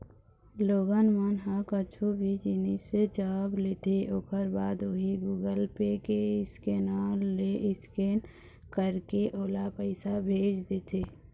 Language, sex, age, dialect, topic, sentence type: Chhattisgarhi, female, 51-55, Eastern, banking, statement